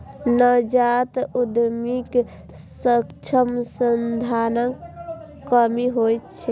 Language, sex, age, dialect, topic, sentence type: Maithili, female, 18-24, Eastern / Thethi, banking, statement